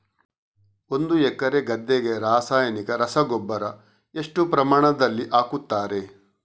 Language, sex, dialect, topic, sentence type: Kannada, male, Coastal/Dakshin, agriculture, question